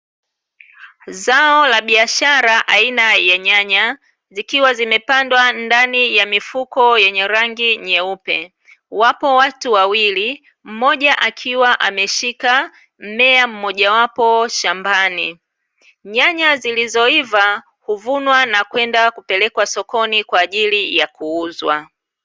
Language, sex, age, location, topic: Swahili, female, 36-49, Dar es Salaam, agriculture